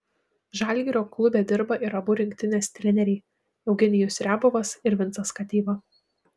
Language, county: Lithuanian, Šiauliai